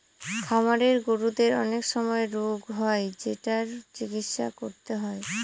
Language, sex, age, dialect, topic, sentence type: Bengali, female, 18-24, Northern/Varendri, agriculture, statement